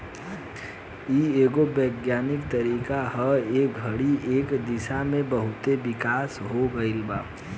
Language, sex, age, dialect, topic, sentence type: Bhojpuri, male, 18-24, Southern / Standard, agriculture, statement